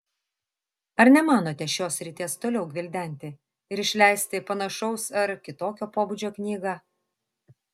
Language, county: Lithuanian, Vilnius